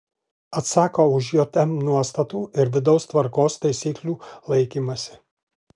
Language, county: Lithuanian, Alytus